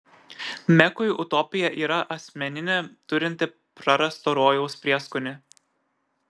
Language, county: Lithuanian, Šiauliai